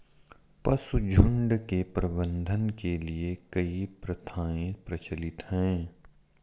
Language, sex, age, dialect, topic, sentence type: Hindi, male, 31-35, Marwari Dhudhari, agriculture, statement